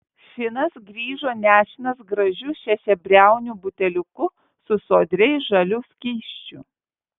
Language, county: Lithuanian, Vilnius